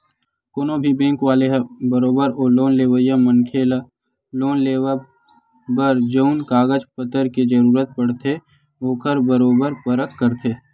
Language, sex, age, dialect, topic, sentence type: Chhattisgarhi, male, 18-24, Western/Budati/Khatahi, banking, statement